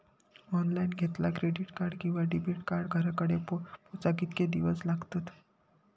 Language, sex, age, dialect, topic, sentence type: Marathi, male, 60-100, Southern Konkan, banking, question